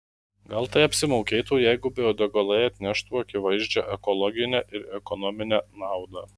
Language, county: Lithuanian, Marijampolė